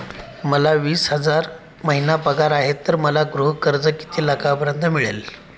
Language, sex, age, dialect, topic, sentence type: Marathi, male, 25-30, Standard Marathi, banking, question